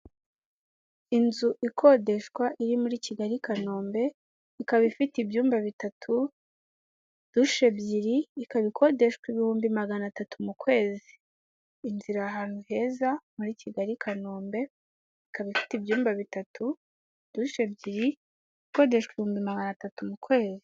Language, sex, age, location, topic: Kinyarwanda, female, 18-24, Kigali, finance